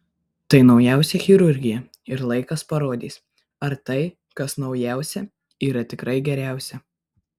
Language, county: Lithuanian, Marijampolė